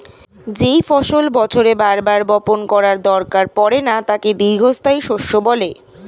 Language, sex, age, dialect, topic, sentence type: Bengali, female, <18, Standard Colloquial, agriculture, statement